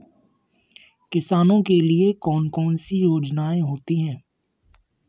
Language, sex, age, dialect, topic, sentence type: Hindi, male, 51-55, Kanauji Braj Bhasha, agriculture, question